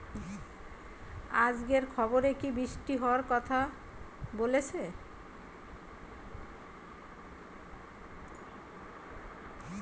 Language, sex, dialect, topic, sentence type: Bengali, female, Standard Colloquial, agriculture, question